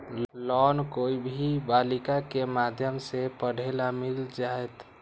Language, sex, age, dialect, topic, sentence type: Magahi, male, 18-24, Western, banking, question